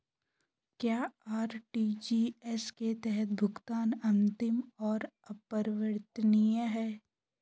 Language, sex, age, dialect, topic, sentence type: Hindi, male, 18-24, Hindustani Malvi Khadi Boli, banking, question